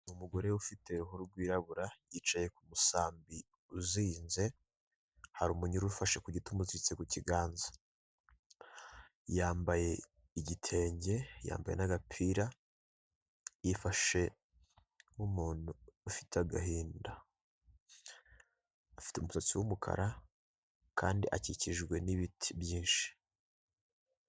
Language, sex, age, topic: Kinyarwanda, male, 18-24, health